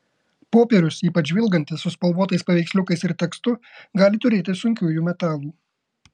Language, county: Lithuanian, Kaunas